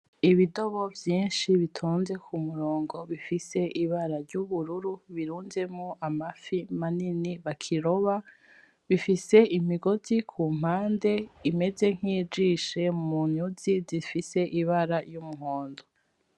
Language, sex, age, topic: Rundi, female, 25-35, agriculture